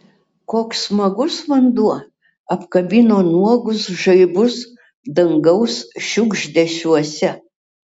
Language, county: Lithuanian, Utena